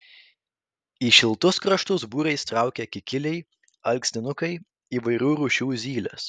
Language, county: Lithuanian, Vilnius